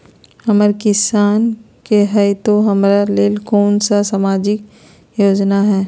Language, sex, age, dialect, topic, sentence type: Magahi, female, 46-50, Southern, banking, question